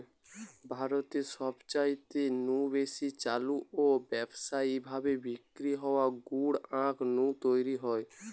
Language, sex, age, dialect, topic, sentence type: Bengali, male, <18, Western, agriculture, statement